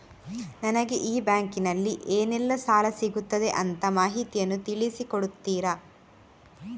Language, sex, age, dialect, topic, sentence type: Kannada, female, 31-35, Coastal/Dakshin, banking, question